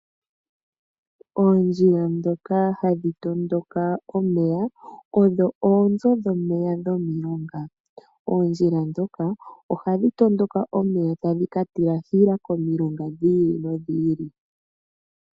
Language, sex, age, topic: Oshiwambo, female, 25-35, agriculture